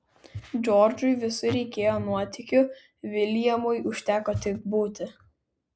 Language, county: Lithuanian, Kaunas